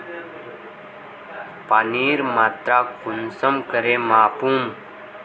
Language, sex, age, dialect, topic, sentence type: Magahi, male, 18-24, Northeastern/Surjapuri, agriculture, question